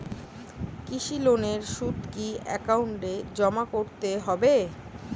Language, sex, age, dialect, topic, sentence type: Bengali, female, 25-30, Western, banking, question